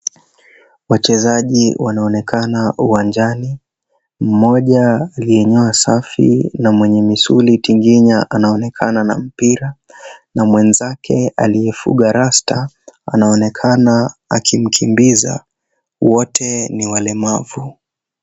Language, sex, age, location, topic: Swahili, male, 18-24, Kisii, education